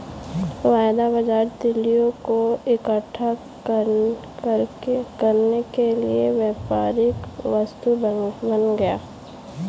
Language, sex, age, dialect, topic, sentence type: Hindi, female, 18-24, Kanauji Braj Bhasha, banking, statement